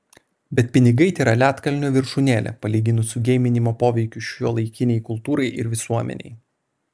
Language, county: Lithuanian, Vilnius